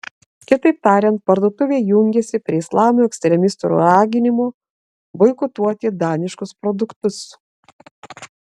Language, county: Lithuanian, Klaipėda